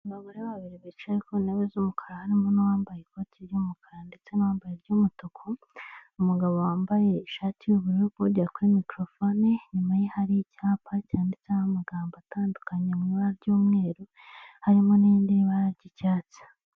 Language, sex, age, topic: Kinyarwanda, male, 18-24, government